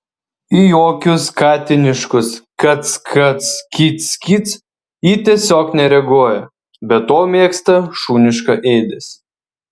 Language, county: Lithuanian, Vilnius